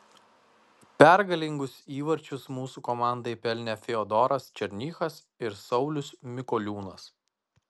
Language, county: Lithuanian, Kaunas